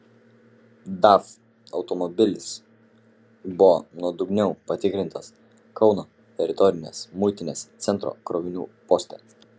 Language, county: Lithuanian, Kaunas